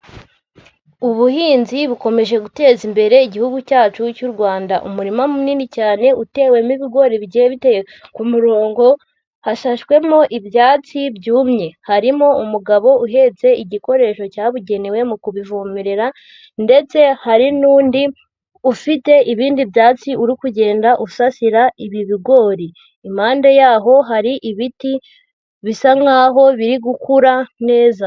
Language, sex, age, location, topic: Kinyarwanda, female, 18-24, Huye, agriculture